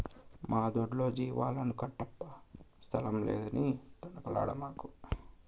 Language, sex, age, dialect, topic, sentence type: Telugu, male, 18-24, Southern, agriculture, statement